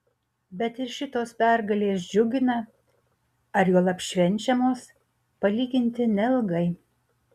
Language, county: Lithuanian, Utena